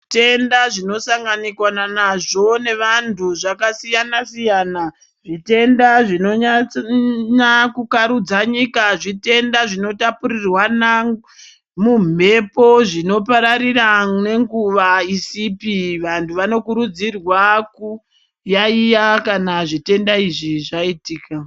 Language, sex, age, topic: Ndau, male, 36-49, health